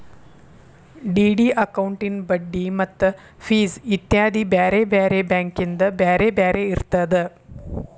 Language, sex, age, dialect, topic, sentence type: Kannada, female, 51-55, Dharwad Kannada, banking, statement